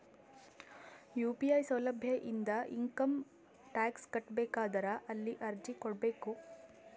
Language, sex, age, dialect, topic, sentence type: Kannada, female, 18-24, Northeastern, banking, question